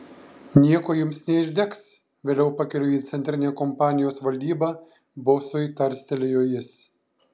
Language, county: Lithuanian, Šiauliai